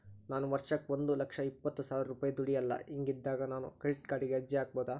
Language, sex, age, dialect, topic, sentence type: Kannada, male, 41-45, Central, banking, question